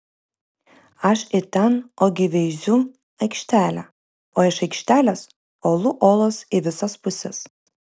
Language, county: Lithuanian, Vilnius